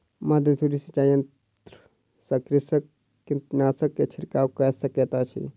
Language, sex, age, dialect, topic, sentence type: Maithili, male, 36-40, Southern/Standard, agriculture, statement